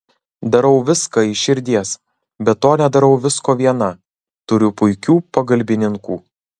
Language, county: Lithuanian, Marijampolė